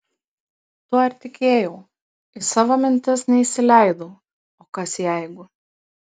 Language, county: Lithuanian, Kaunas